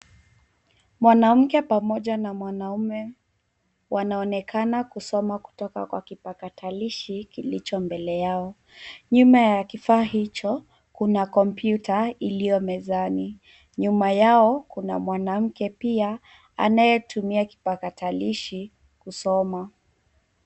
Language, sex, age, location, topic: Swahili, female, 18-24, Nairobi, education